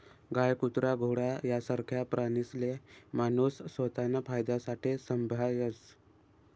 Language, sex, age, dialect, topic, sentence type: Marathi, male, 18-24, Northern Konkan, agriculture, statement